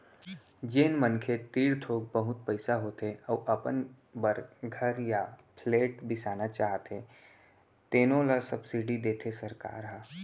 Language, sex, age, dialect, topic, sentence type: Chhattisgarhi, male, 18-24, Central, banking, statement